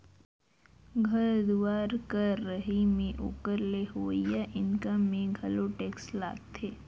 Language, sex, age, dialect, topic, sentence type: Chhattisgarhi, female, 51-55, Northern/Bhandar, banking, statement